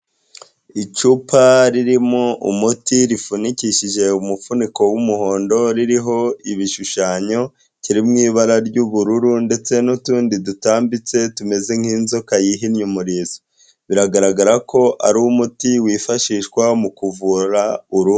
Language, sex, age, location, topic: Kinyarwanda, female, 18-24, Huye, health